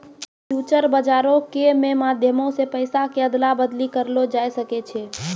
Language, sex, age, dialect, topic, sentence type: Maithili, female, 18-24, Angika, banking, statement